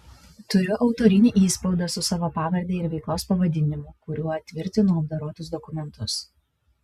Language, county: Lithuanian, Vilnius